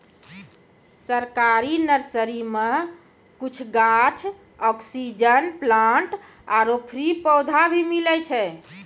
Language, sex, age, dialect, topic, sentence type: Maithili, female, 36-40, Angika, agriculture, statement